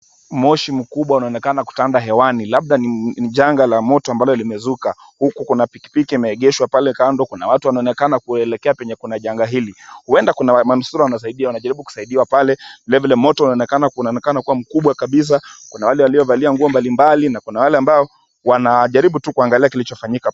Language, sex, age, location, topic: Swahili, male, 25-35, Kisumu, health